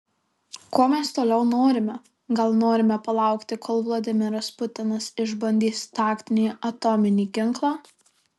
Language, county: Lithuanian, Marijampolė